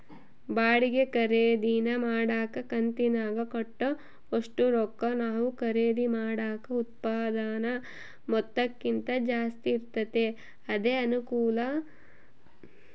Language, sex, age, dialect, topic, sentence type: Kannada, female, 56-60, Central, banking, statement